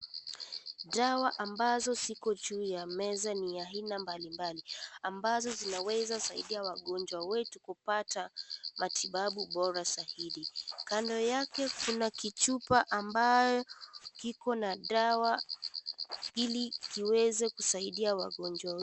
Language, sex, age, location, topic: Swahili, female, 18-24, Kisii, health